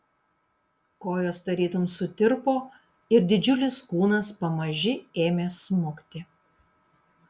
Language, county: Lithuanian, Kaunas